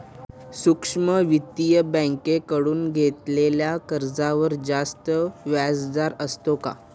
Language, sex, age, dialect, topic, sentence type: Marathi, male, 18-24, Standard Marathi, banking, question